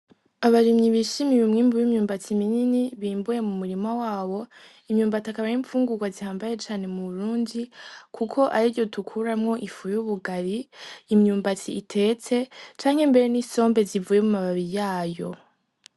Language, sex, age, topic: Rundi, female, 18-24, agriculture